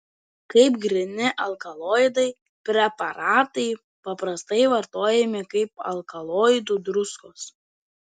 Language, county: Lithuanian, Telšiai